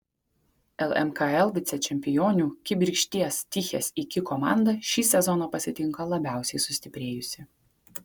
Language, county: Lithuanian, Kaunas